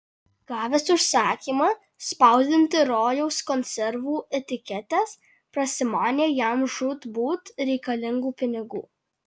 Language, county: Lithuanian, Alytus